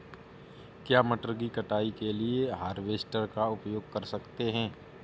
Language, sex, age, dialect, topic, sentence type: Hindi, male, 18-24, Awadhi Bundeli, agriculture, question